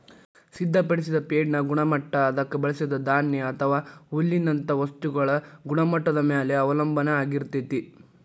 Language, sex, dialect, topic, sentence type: Kannada, male, Dharwad Kannada, agriculture, statement